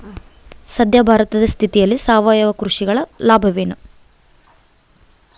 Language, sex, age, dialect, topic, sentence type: Kannada, female, 18-24, Central, agriculture, question